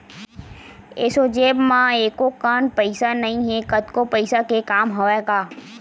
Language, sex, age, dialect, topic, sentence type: Chhattisgarhi, female, 18-24, Western/Budati/Khatahi, banking, statement